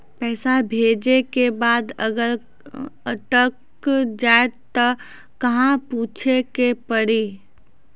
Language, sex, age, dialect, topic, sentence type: Maithili, female, 56-60, Angika, banking, question